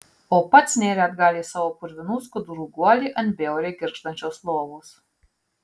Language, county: Lithuanian, Marijampolė